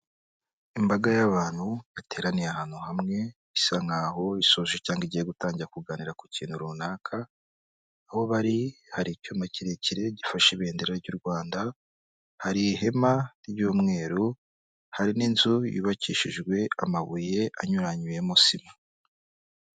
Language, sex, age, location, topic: Kinyarwanda, female, 25-35, Kigali, health